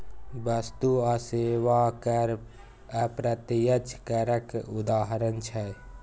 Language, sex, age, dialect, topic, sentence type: Maithili, male, 18-24, Bajjika, banking, statement